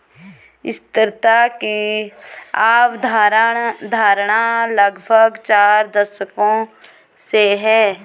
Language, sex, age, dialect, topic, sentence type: Hindi, female, 31-35, Garhwali, agriculture, statement